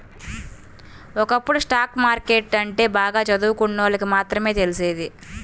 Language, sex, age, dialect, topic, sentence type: Telugu, female, 18-24, Central/Coastal, banking, statement